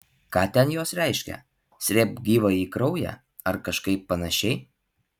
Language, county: Lithuanian, Alytus